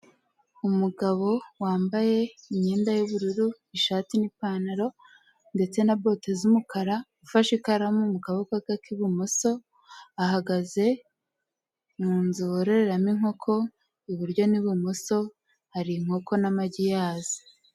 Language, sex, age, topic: Kinyarwanda, female, 18-24, agriculture